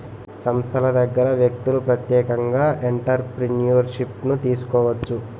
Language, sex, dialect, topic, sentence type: Telugu, male, Utterandhra, banking, statement